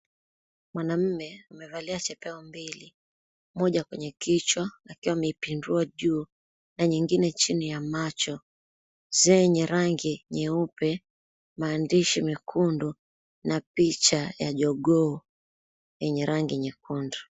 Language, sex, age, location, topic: Swahili, female, 25-35, Mombasa, government